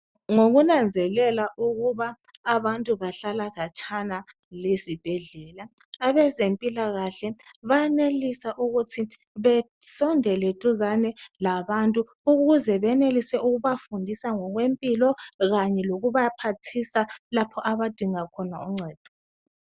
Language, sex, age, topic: North Ndebele, female, 36-49, health